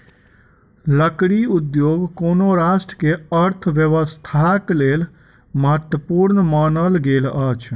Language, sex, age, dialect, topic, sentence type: Maithili, male, 25-30, Southern/Standard, agriculture, statement